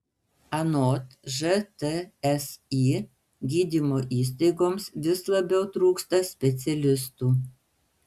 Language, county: Lithuanian, Panevėžys